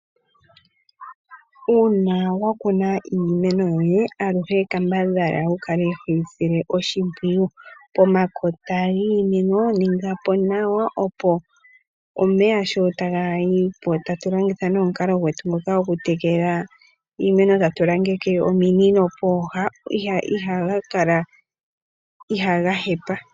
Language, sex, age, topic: Oshiwambo, female, 18-24, agriculture